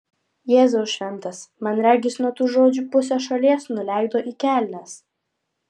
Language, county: Lithuanian, Vilnius